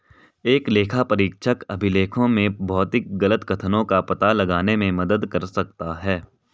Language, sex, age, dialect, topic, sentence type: Hindi, male, 18-24, Marwari Dhudhari, banking, statement